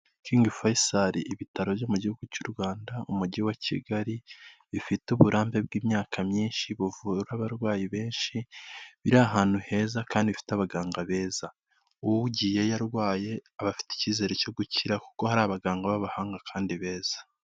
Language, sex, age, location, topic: Kinyarwanda, male, 25-35, Kigali, health